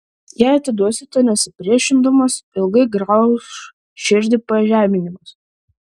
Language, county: Lithuanian, Klaipėda